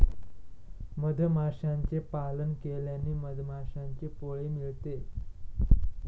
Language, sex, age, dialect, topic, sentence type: Marathi, male, 18-24, Northern Konkan, agriculture, statement